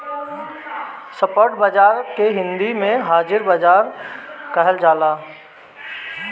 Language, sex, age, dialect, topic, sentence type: Bhojpuri, male, 60-100, Northern, banking, statement